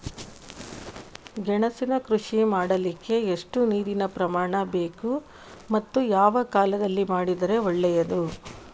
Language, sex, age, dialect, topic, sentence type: Kannada, female, 18-24, Coastal/Dakshin, agriculture, question